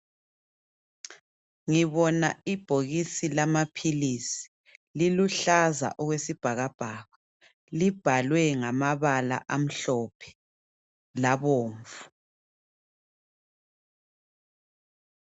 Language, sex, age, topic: North Ndebele, female, 25-35, health